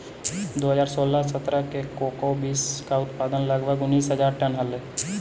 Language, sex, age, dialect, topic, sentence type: Magahi, female, 18-24, Central/Standard, agriculture, statement